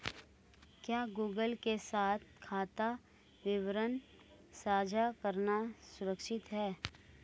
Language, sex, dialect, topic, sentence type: Hindi, female, Marwari Dhudhari, banking, question